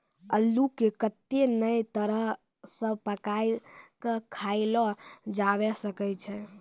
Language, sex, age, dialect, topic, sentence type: Maithili, female, 18-24, Angika, agriculture, statement